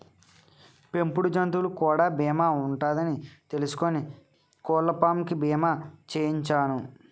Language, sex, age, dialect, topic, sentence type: Telugu, male, 18-24, Utterandhra, banking, statement